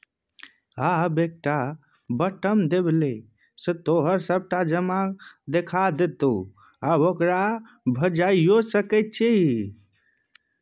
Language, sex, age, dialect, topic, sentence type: Maithili, male, 60-100, Bajjika, banking, statement